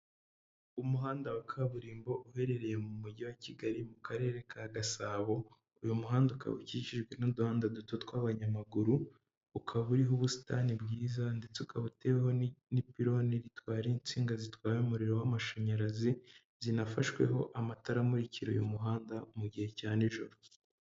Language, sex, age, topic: Kinyarwanda, male, 25-35, government